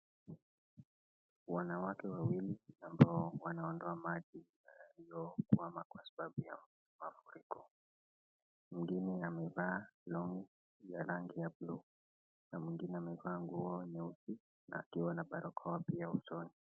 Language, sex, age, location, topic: Swahili, male, 18-24, Nakuru, health